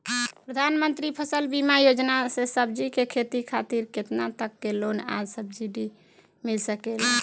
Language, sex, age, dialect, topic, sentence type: Bhojpuri, female, 25-30, Southern / Standard, agriculture, question